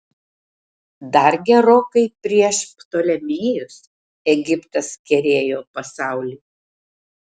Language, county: Lithuanian, Marijampolė